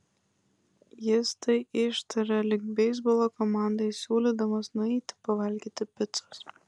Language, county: Lithuanian, Klaipėda